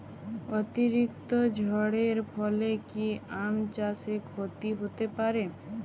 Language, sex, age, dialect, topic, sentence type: Bengali, female, 18-24, Jharkhandi, agriculture, question